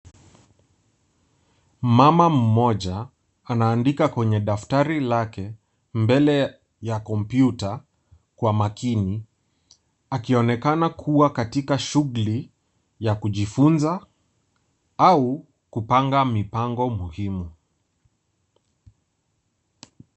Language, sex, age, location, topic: Swahili, male, 18-24, Nairobi, education